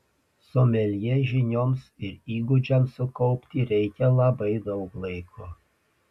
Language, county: Lithuanian, Panevėžys